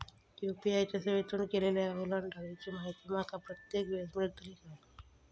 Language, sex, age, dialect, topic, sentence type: Marathi, female, 41-45, Southern Konkan, banking, question